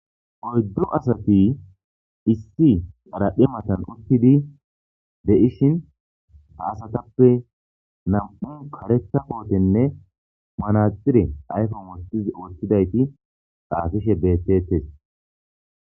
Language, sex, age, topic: Gamo, male, 25-35, government